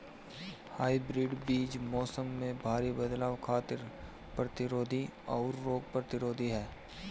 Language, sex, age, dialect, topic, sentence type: Bhojpuri, male, 25-30, Northern, agriculture, statement